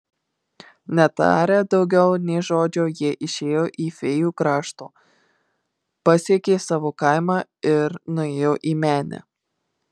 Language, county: Lithuanian, Marijampolė